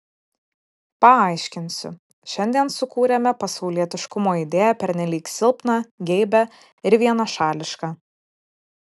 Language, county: Lithuanian, Vilnius